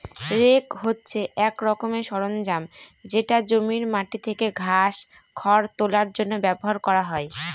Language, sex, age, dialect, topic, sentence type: Bengali, female, 36-40, Northern/Varendri, agriculture, statement